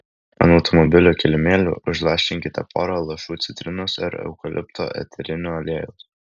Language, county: Lithuanian, Kaunas